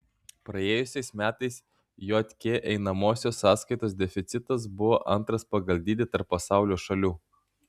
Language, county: Lithuanian, Klaipėda